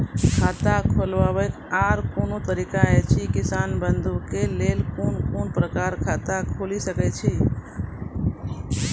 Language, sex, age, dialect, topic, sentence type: Maithili, female, 36-40, Angika, banking, question